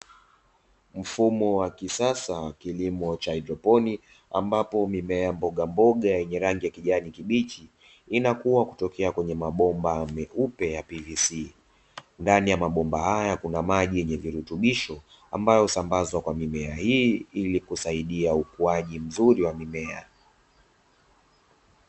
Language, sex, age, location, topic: Swahili, male, 25-35, Dar es Salaam, agriculture